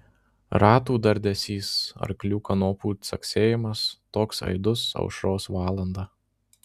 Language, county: Lithuanian, Marijampolė